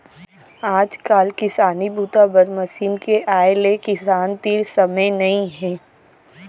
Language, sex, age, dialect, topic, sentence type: Chhattisgarhi, female, 18-24, Central, agriculture, statement